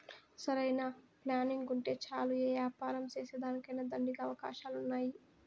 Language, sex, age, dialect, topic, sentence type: Telugu, female, 18-24, Southern, banking, statement